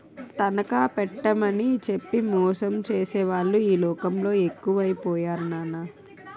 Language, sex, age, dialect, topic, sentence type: Telugu, female, 18-24, Utterandhra, banking, statement